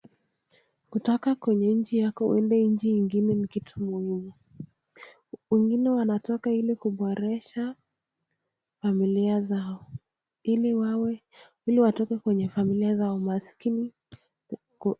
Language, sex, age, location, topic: Swahili, female, 18-24, Nakuru, government